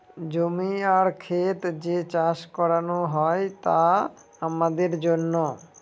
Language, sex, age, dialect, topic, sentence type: Bengali, male, 25-30, Northern/Varendri, agriculture, statement